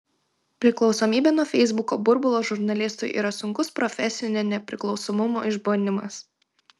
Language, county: Lithuanian, Kaunas